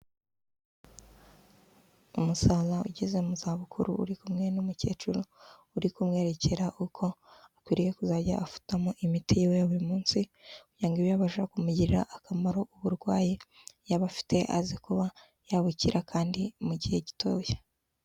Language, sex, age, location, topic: Kinyarwanda, female, 18-24, Kigali, health